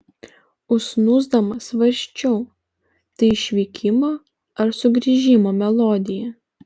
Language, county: Lithuanian, Panevėžys